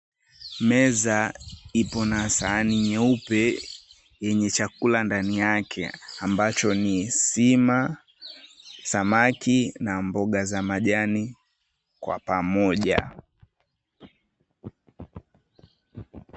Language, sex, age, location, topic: Swahili, male, 25-35, Mombasa, agriculture